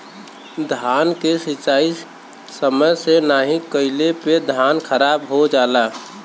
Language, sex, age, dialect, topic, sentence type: Bhojpuri, male, 18-24, Western, agriculture, statement